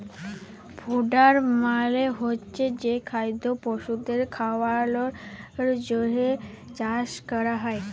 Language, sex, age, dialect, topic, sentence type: Bengali, female, <18, Jharkhandi, agriculture, statement